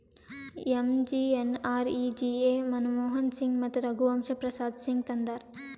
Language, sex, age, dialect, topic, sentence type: Kannada, female, 18-24, Northeastern, banking, statement